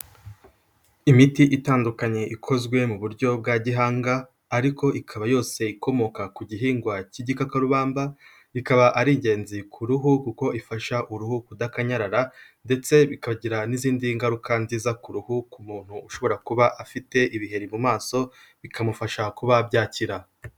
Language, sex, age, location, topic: Kinyarwanda, male, 18-24, Kigali, health